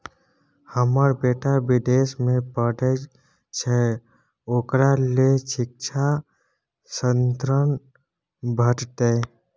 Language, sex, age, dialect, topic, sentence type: Maithili, male, 18-24, Bajjika, banking, question